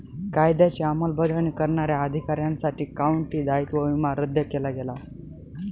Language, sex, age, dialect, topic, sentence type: Marathi, male, 18-24, Northern Konkan, banking, statement